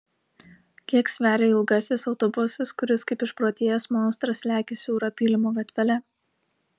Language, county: Lithuanian, Alytus